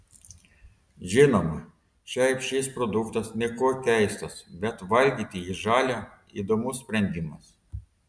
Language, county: Lithuanian, Telšiai